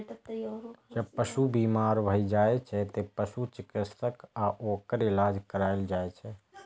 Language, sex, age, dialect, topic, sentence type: Maithili, male, 25-30, Eastern / Thethi, agriculture, statement